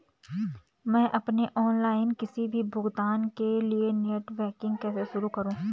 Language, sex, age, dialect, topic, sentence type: Hindi, female, 25-30, Garhwali, banking, question